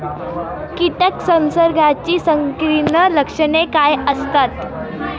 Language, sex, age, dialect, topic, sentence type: Marathi, female, 18-24, Standard Marathi, agriculture, question